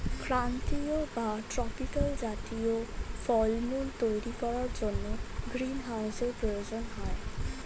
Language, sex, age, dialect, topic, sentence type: Bengali, female, 18-24, Standard Colloquial, agriculture, statement